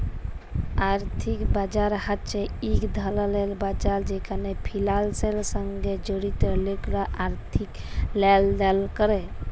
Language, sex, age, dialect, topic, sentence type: Bengali, female, 18-24, Jharkhandi, banking, statement